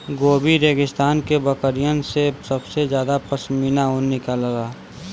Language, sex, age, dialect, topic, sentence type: Bhojpuri, male, 18-24, Western, agriculture, statement